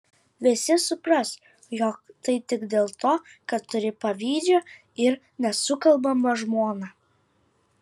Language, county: Lithuanian, Vilnius